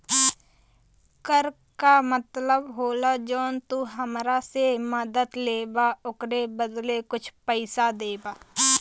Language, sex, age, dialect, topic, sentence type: Bhojpuri, female, 18-24, Western, banking, statement